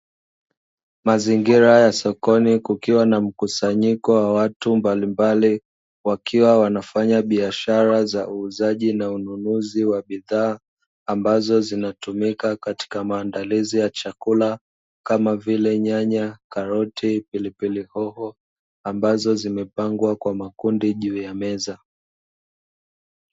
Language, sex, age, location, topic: Swahili, male, 25-35, Dar es Salaam, finance